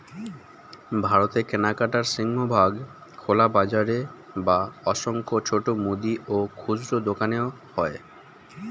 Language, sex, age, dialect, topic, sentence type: Bengali, male, 25-30, Standard Colloquial, agriculture, statement